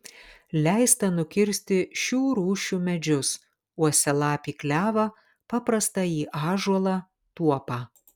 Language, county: Lithuanian, Kaunas